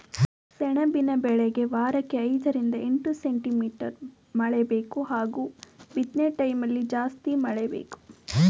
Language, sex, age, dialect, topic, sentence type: Kannada, female, 18-24, Mysore Kannada, agriculture, statement